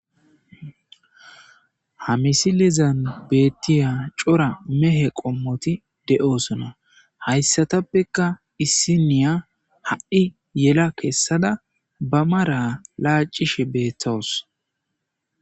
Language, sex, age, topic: Gamo, male, 25-35, agriculture